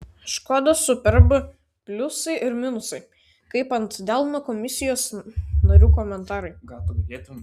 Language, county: Lithuanian, Šiauliai